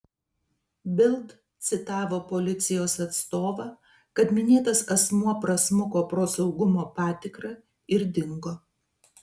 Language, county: Lithuanian, Telšiai